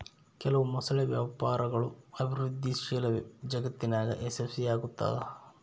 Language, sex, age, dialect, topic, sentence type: Kannada, male, 31-35, Central, agriculture, statement